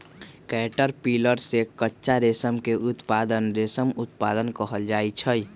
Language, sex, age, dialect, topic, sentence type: Magahi, female, 25-30, Western, agriculture, statement